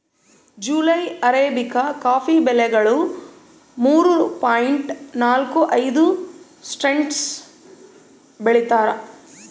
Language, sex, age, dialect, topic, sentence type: Kannada, female, 31-35, Central, agriculture, statement